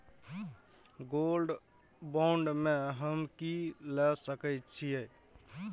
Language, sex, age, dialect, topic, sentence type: Maithili, male, 25-30, Eastern / Thethi, banking, question